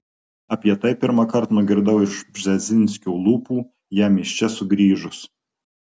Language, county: Lithuanian, Marijampolė